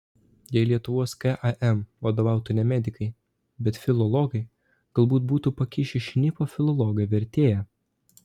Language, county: Lithuanian, Vilnius